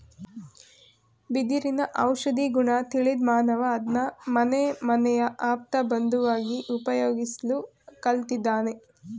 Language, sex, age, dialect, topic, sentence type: Kannada, female, 25-30, Mysore Kannada, agriculture, statement